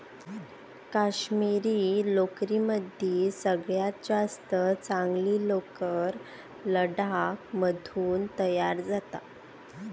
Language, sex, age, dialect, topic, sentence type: Marathi, female, 18-24, Southern Konkan, agriculture, statement